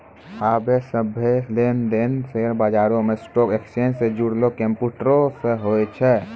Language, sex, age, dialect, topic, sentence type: Maithili, male, 18-24, Angika, banking, statement